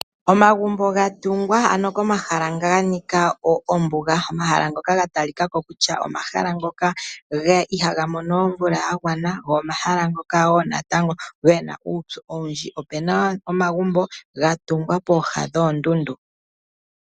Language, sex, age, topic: Oshiwambo, female, 25-35, agriculture